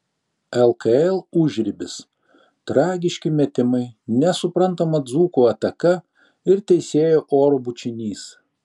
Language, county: Lithuanian, Šiauliai